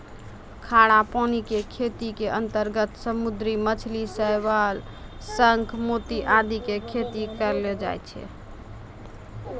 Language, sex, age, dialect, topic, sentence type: Maithili, female, 25-30, Angika, agriculture, statement